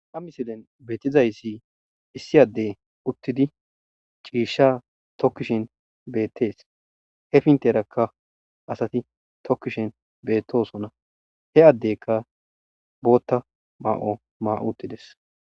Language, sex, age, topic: Gamo, male, 25-35, agriculture